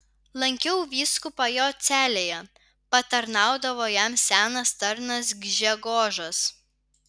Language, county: Lithuanian, Vilnius